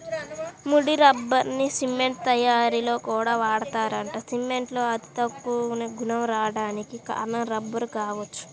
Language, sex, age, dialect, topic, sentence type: Telugu, male, 25-30, Central/Coastal, agriculture, statement